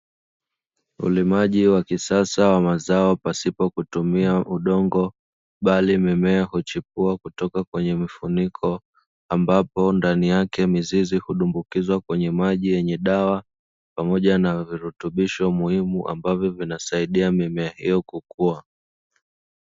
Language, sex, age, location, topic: Swahili, male, 25-35, Dar es Salaam, agriculture